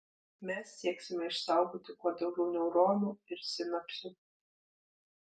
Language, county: Lithuanian, Panevėžys